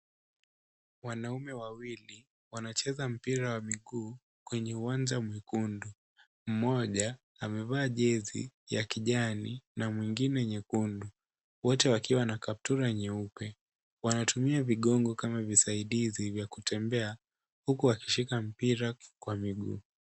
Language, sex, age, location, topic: Swahili, male, 18-24, Kisii, education